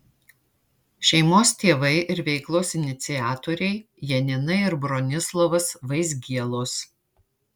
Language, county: Lithuanian, Marijampolė